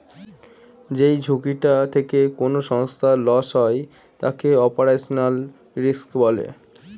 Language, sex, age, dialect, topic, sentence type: Bengali, male, 18-24, Standard Colloquial, banking, statement